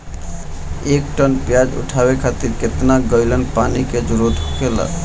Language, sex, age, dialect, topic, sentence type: Bhojpuri, male, 18-24, Northern, agriculture, question